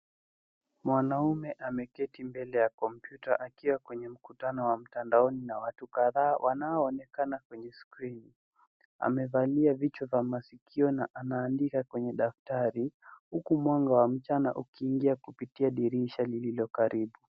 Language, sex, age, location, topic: Swahili, female, 36-49, Nairobi, education